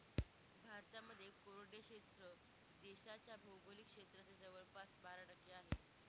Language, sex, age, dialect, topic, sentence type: Marathi, female, 18-24, Northern Konkan, agriculture, statement